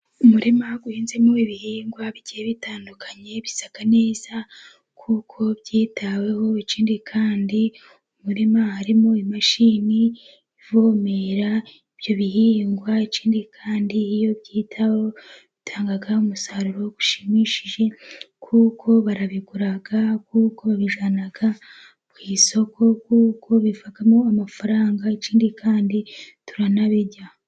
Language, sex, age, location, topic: Kinyarwanda, female, 25-35, Musanze, agriculture